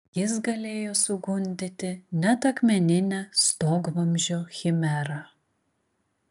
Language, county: Lithuanian, Klaipėda